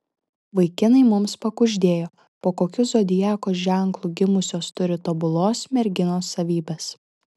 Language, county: Lithuanian, Šiauliai